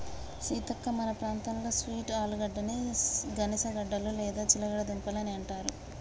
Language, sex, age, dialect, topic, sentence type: Telugu, female, 25-30, Telangana, agriculture, statement